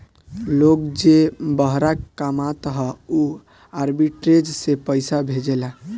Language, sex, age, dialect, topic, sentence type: Bhojpuri, male, <18, Northern, banking, statement